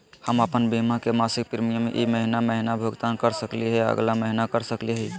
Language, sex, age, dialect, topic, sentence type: Magahi, male, 18-24, Southern, banking, question